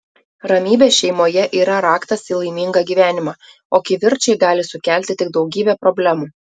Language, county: Lithuanian, Telšiai